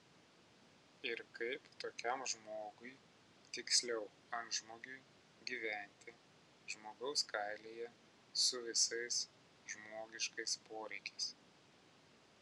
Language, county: Lithuanian, Vilnius